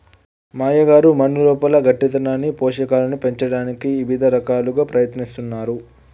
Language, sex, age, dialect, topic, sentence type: Telugu, male, 18-24, Telangana, agriculture, statement